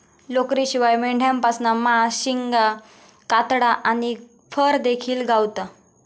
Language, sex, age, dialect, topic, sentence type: Marathi, female, 18-24, Southern Konkan, agriculture, statement